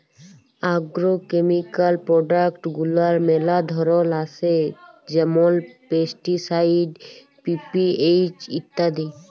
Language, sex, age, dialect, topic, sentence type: Bengali, female, 41-45, Jharkhandi, agriculture, statement